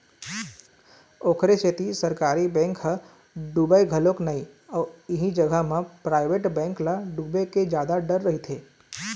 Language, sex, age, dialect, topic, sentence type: Chhattisgarhi, male, 18-24, Eastern, banking, statement